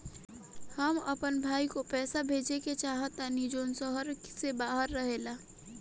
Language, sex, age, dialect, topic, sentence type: Bhojpuri, female, 18-24, Northern, banking, statement